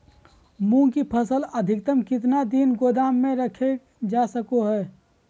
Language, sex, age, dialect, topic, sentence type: Magahi, male, 18-24, Southern, agriculture, question